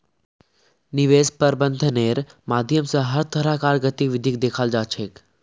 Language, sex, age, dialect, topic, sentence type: Magahi, male, 18-24, Northeastern/Surjapuri, banking, statement